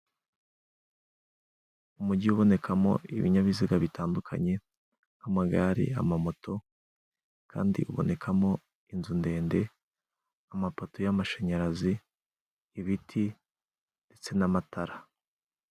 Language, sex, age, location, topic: Kinyarwanda, male, 18-24, Musanze, finance